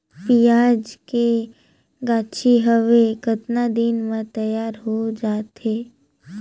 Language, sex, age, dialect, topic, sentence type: Chhattisgarhi, male, 18-24, Northern/Bhandar, agriculture, question